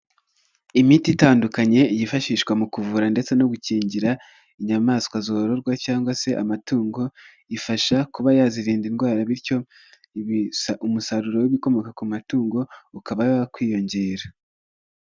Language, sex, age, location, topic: Kinyarwanda, male, 25-35, Nyagatare, agriculture